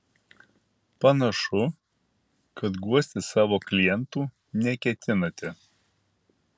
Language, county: Lithuanian, Kaunas